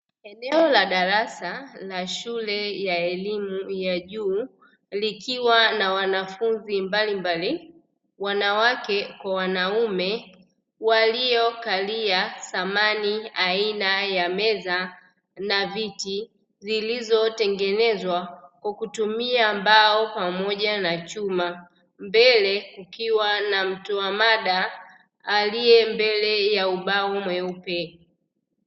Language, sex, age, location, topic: Swahili, female, 25-35, Dar es Salaam, education